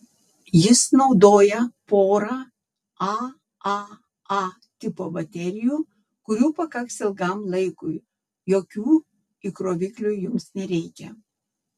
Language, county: Lithuanian, Tauragė